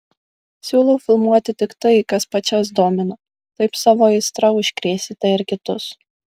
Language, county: Lithuanian, Kaunas